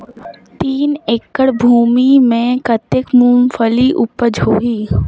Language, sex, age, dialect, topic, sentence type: Chhattisgarhi, female, 18-24, Northern/Bhandar, agriculture, question